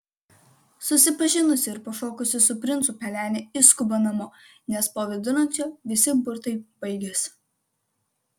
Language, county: Lithuanian, Kaunas